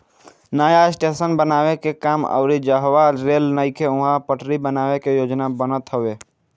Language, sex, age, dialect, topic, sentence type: Bhojpuri, male, <18, Northern, banking, statement